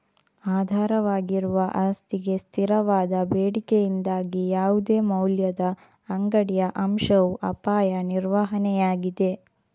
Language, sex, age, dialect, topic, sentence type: Kannada, female, 18-24, Coastal/Dakshin, banking, statement